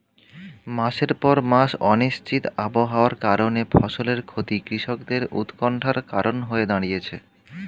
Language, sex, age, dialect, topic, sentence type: Bengali, male, 25-30, Standard Colloquial, agriculture, question